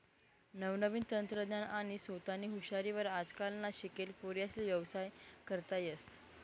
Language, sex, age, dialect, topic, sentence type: Marathi, female, 18-24, Northern Konkan, banking, statement